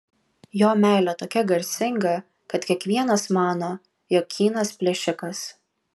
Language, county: Lithuanian, Vilnius